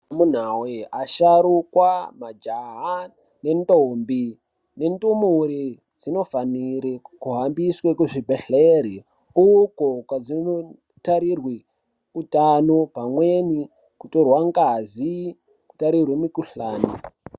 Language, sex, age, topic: Ndau, male, 18-24, health